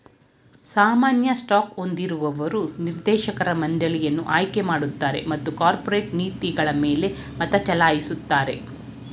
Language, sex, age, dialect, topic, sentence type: Kannada, female, 46-50, Mysore Kannada, banking, statement